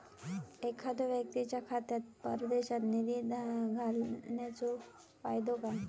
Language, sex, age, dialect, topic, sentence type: Marathi, female, 25-30, Southern Konkan, banking, question